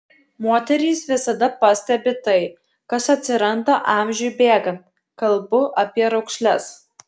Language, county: Lithuanian, Alytus